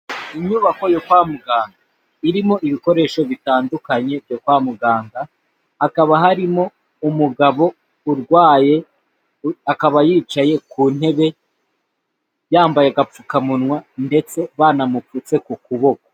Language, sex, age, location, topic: Kinyarwanda, female, 25-35, Kigali, health